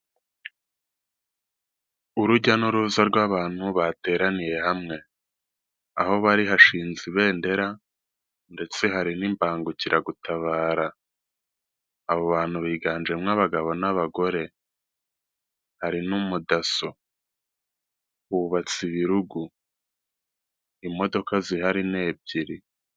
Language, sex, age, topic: Kinyarwanda, male, 18-24, health